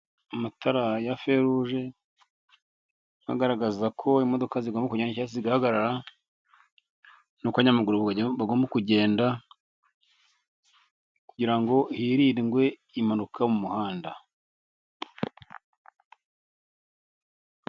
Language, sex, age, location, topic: Kinyarwanda, male, 50+, Kigali, government